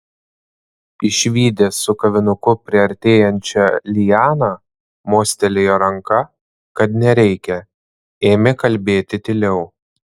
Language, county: Lithuanian, Panevėžys